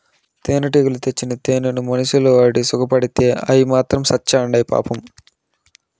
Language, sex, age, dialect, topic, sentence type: Telugu, male, 18-24, Southern, agriculture, statement